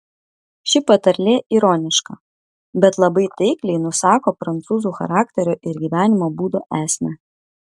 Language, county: Lithuanian, Kaunas